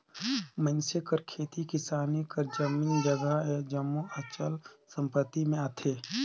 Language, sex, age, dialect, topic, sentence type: Chhattisgarhi, male, 25-30, Northern/Bhandar, banking, statement